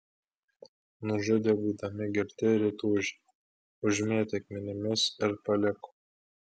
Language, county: Lithuanian, Klaipėda